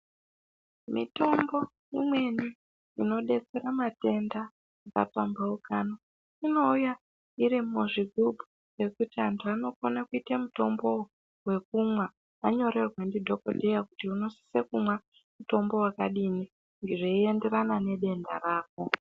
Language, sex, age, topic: Ndau, female, 18-24, health